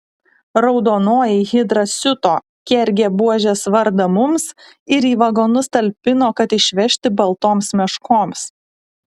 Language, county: Lithuanian, Alytus